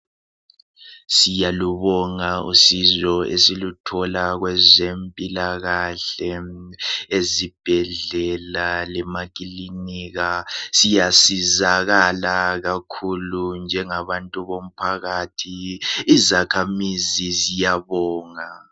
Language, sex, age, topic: North Ndebele, male, 18-24, health